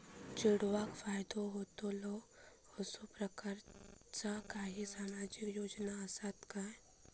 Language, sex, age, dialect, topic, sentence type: Marathi, female, 18-24, Southern Konkan, banking, statement